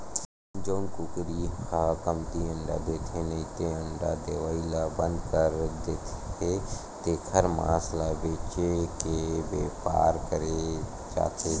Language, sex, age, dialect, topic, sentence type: Chhattisgarhi, male, 18-24, Western/Budati/Khatahi, agriculture, statement